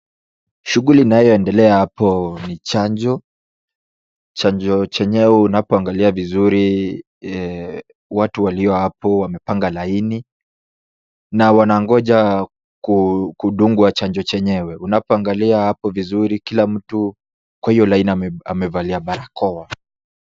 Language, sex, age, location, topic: Swahili, male, 18-24, Kisumu, health